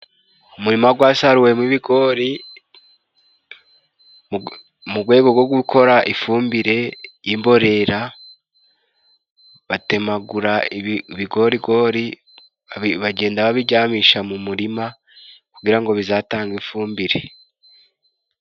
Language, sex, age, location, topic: Kinyarwanda, male, 18-24, Musanze, agriculture